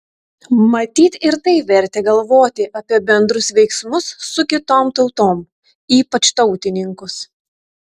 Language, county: Lithuanian, Telšiai